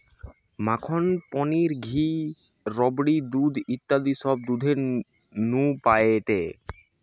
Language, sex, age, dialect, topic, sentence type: Bengali, male, 18-24, Western, agriculture, statement